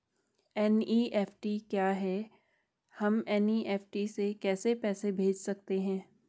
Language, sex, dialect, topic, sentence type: Hindi, female, Garhwali, banking, question